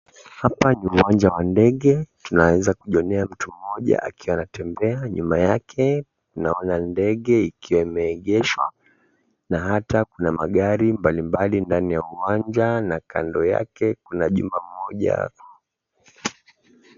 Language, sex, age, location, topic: Swahili, male, 36-49, Mombasa, government